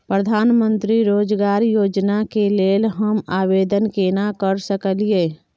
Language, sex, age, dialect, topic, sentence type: Maithili, female, 18-24, Bajjika, banking, question